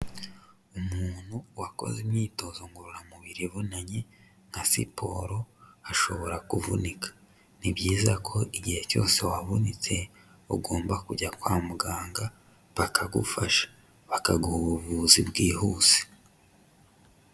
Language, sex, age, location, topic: Kinyarwanda, male, 25-35, Huye, health